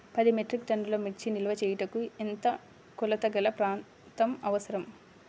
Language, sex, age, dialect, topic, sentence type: Telugu, female, 25-30, Central/Coastal, agriculture, question